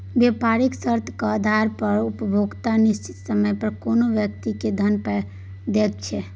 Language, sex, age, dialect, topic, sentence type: Maithili, female, 18-24, Bajjika, banking, statement